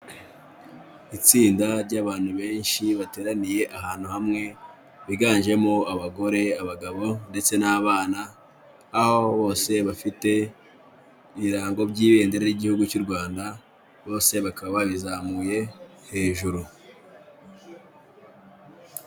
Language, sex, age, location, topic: Kinyarwanda, male, 18-24, Kigali, health